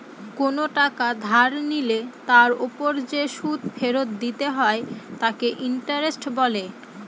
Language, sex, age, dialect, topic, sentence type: Bengali, female, 18-24, Northern/Varendri, banking, statement